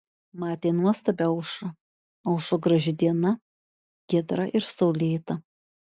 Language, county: Lithuanian, Šiauliai